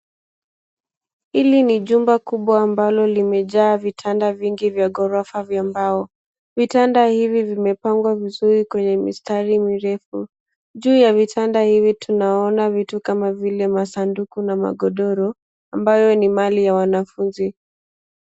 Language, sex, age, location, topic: Swahili, female, 18-24, Nairobi, education